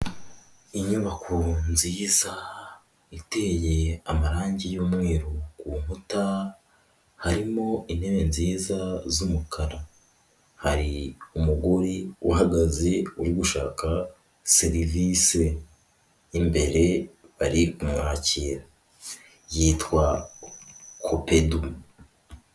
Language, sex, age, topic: Kinyarwanda, male, 18-24, finance